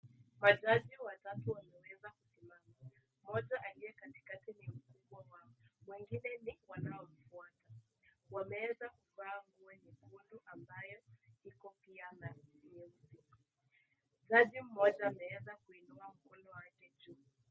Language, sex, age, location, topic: Swahili, female, 18-24, Nakuru, government